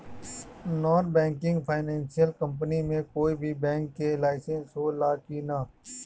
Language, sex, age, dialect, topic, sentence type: Bhojpuri, male, 31-35, Northern, banking, question